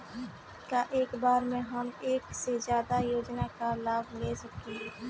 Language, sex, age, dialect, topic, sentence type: Bhojpuri, female, 18-24, Northern, banking, question